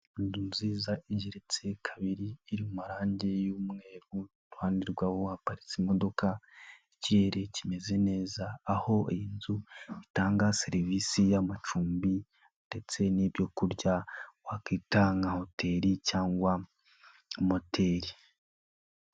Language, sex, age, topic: Kinyarwanda, male, 18-24, finance